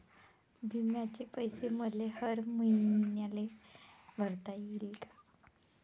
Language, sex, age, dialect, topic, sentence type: Marathi, female, 25-30, Varhadi, banking, question